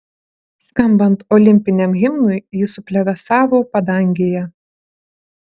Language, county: Lithuanian, Klaipėda